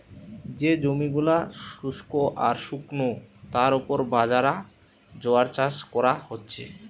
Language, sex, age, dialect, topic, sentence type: Bengali, male, 18-24, Western, agriculture, statement